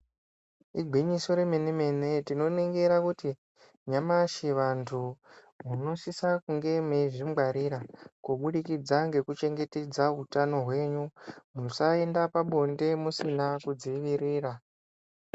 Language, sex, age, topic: Ndau, male, 25-35, health